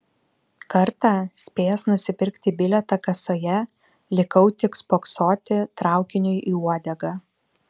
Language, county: Lithuanian, Vilnius